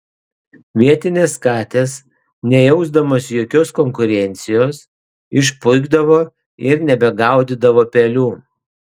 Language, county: Lithuanian, Panevėžys